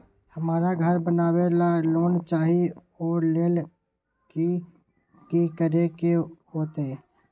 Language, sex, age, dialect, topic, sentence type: Magahi, male, 18-24, Western, banking, question